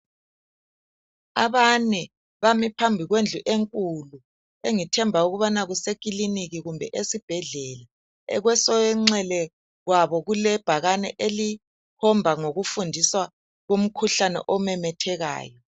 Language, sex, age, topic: North Ndebele, male, 50+, health